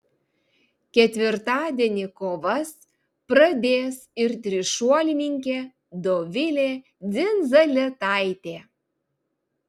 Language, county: Lithuanian, Vilnius